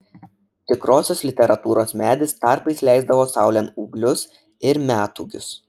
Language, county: Lithuanian, Šiauliai